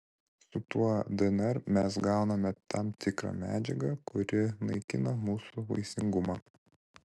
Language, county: Lithuanian, Vilnius